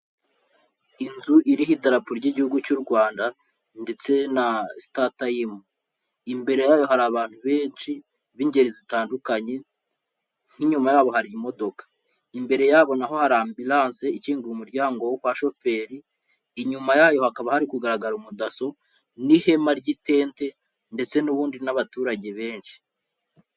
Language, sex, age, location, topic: Kinyarwanda, male, 25-35, Kigali, health